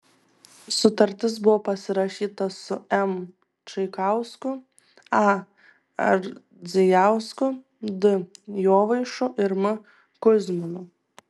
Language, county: Lithuanian, Tauragė